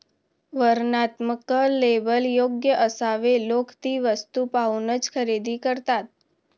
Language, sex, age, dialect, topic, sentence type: Marathi, female, 18-24, Standard Marathi, banking, statement